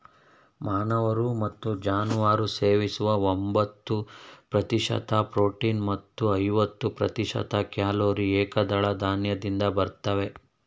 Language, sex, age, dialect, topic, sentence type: Kannada, male, 31-35, Mysore Kannada, agriculture, statement